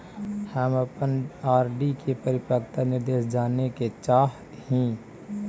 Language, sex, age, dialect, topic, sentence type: Magahi, male, 56-60, Central/Standard, banking, statement